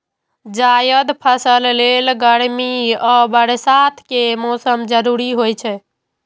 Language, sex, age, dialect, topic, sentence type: Maithili, female, 18-24, Eastern / Thethi, agriculture, statement